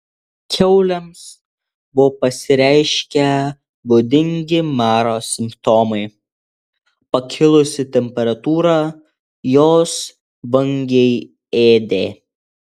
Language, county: Lithuanian, Alytus